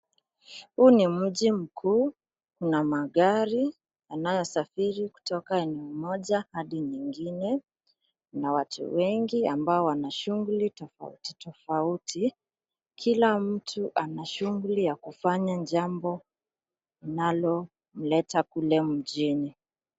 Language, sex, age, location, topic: Swahili, female, 25-35, Nairobi, government